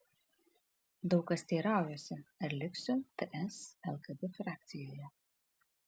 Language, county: Lithuanian, Kaunas